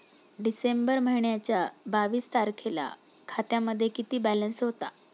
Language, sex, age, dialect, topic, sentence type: Marathi, female, 31-35, Standard Marathi, banking, question